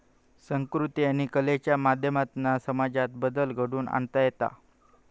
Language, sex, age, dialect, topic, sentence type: Marathi, male, 18-24, Southern Konkan, banking, statement